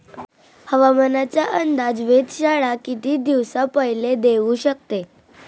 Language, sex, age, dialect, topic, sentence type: Marathi, female, 25-30, Varhadi, agriculture, question